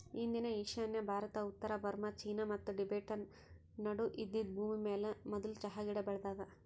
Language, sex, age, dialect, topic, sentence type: Kannada, female, 18-24, Northeastern, agriculture, statement